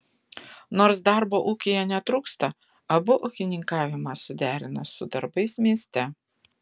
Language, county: Lithuanian, Utena